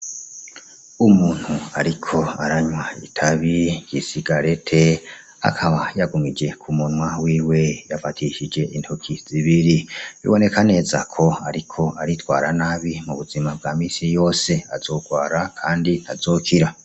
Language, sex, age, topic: Rundi, male, 36-49, agriculture